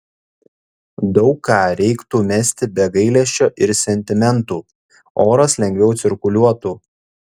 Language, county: Lithuanian, Šiauliai